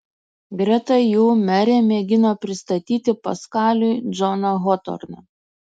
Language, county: Lithuanian, Kaunas